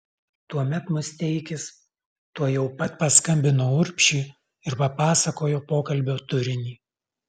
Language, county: Lithuanian, Alytus